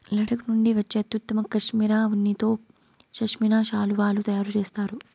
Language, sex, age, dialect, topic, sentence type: Telugu, female, 18-24, Southern, agriculture, statement